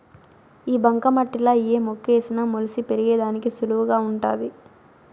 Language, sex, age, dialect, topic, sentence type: Telugu, female, 18-24, Southern, agriculture, statement